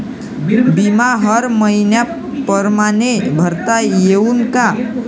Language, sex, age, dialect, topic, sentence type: Marathi, male, 25-30, Varhadi, banking, question